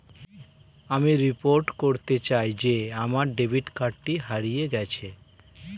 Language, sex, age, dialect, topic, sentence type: Bengali, male, 36-40, Standard Colloquial, banking, statement